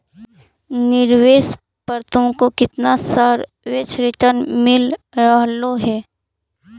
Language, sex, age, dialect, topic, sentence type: Magahi, female, 46-50, Central/Standard, agriculture, statement